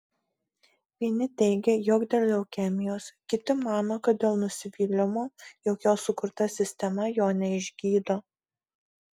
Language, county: Lithuanian, Marijampolė